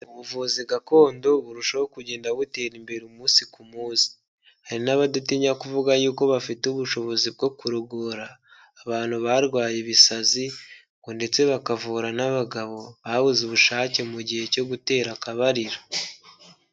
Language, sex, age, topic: Kinyarwanda, male, 18-24, health